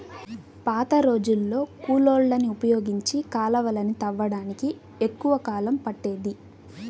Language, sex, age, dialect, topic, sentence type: Telugu, female, 18-24, Central/Coastal, agriculture, statement